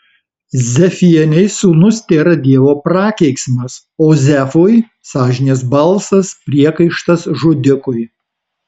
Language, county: Lithuanian, Alytus